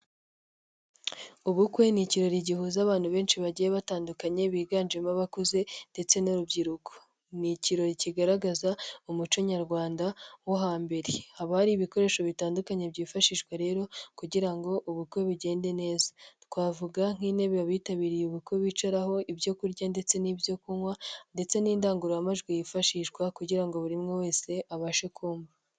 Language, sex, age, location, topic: Kinyarwanda, male, 25-35, Nyagatare, government